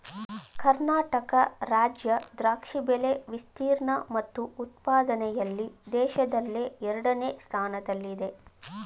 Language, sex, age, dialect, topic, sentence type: Kannada, female, 25-30, Mysore Kannada, agriculture, statement